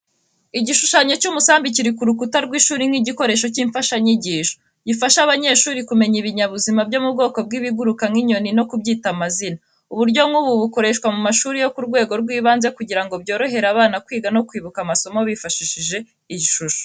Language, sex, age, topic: Kinyarwanda, female, 18-24, education